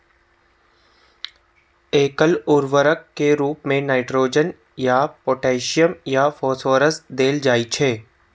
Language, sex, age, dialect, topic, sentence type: Maithili, male, 18-24, Eastern / Thethi, agriculture, statement